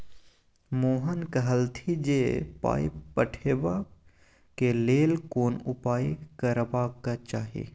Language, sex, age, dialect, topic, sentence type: Maithili, male, 25-30, Bajjika, banking, statement